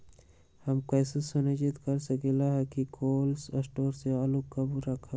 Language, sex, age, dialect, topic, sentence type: Magahi, male, 18-24, Western, agriculture, question